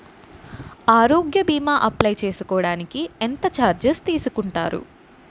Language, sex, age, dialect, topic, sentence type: Telugu, female, 18-24, Utterandhra, banking, question